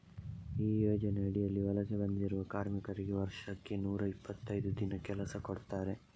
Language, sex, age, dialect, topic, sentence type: Kannada, male, 31-35, Coastal/Dakshin, banking, statement